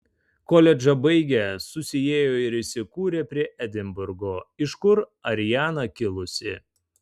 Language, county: Lithuanian, Tauragė